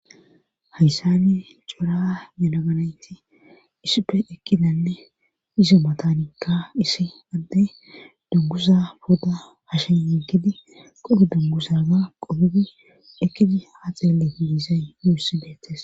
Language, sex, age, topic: Gamo, female, 36-49, government